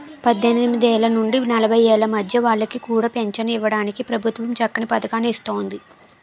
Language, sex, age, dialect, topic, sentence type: Telugu, female, 18-24, Utterandhra, banking, statement